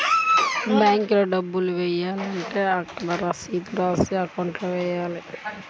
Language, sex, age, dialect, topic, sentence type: Telugu, female, 36-40, Central/Coastal, banking, question